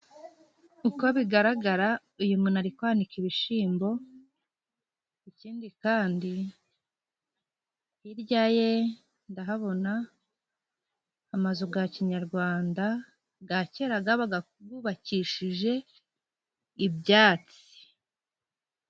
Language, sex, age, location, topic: Kinyarwanda, female, 25-35, Musanze, agriculture